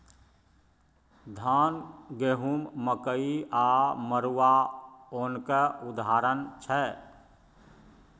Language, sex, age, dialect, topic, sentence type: Maithili, male, 46-50, Bajjika, agriculture, statement